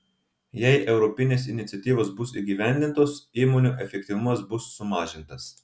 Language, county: Lithuanian, Telšiai